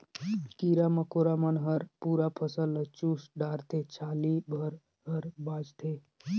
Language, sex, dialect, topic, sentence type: Chhattisgarhi, male, Northern/Bhandar, agriculture, statement